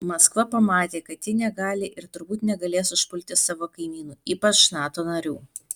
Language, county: Lithuanian, Alytus